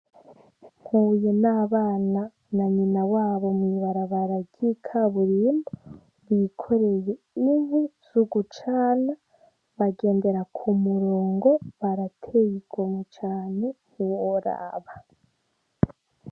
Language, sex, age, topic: Rundi, female, 18-24, agriculture